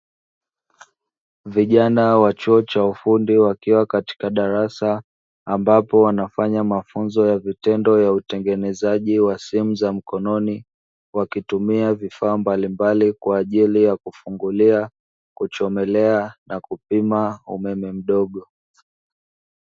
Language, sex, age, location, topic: Swahili, male, 25-35, Dar es Salaam, education